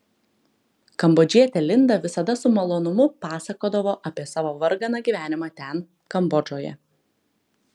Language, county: Lithuanian, Klaipėda